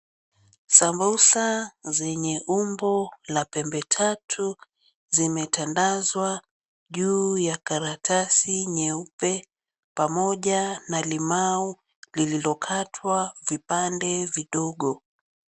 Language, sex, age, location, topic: Swahili, female, 25-35, Mombasa, agriculture